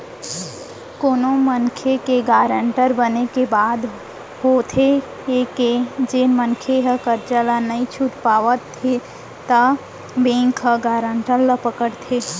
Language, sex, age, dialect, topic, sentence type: Chhattisgarhi, male, 60-100, Central, banking, statement